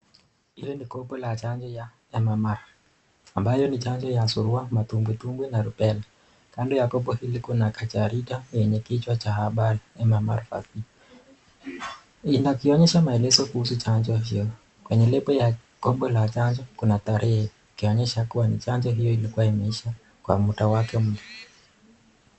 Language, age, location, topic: Swahili, 36-49, Nakuru, health